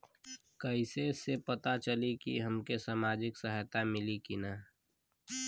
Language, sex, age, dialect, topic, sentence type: Bhojpuri, male, <18, Western, banking, question